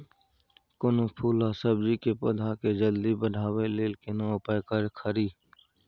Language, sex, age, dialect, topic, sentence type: Maithili, male, 46-50, Bajjika, agriculture, question